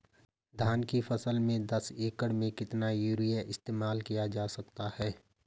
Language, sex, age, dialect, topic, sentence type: Hindi, male, 25-30, Garhwali, agriculture, question